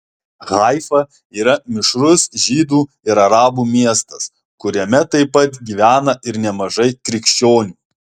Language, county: Lithuanian, Alytus